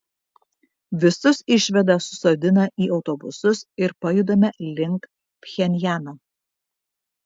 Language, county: Lithuanian, Vilnius